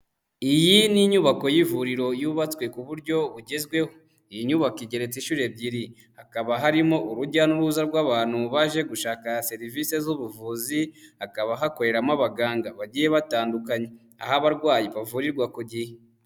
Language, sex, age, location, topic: Kinyarwanda, male, 25-35, Huye, health